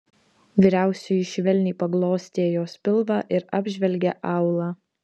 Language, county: Lithuanian, Vilnius